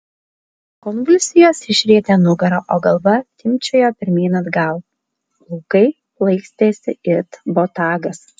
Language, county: Lithuanian, Alytus